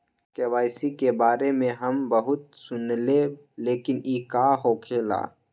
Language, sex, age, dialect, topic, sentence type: Magahi, male, 18-24, Western, banking, question